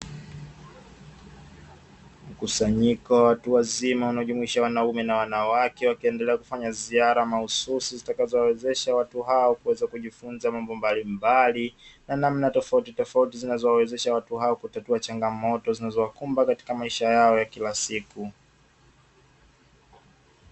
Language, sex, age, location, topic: Swahili, male, 25-35, Dar es Salaam, education